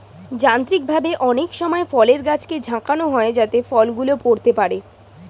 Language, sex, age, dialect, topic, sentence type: Bengali, female, 18-24, Standard Colloquial, agriculture, statement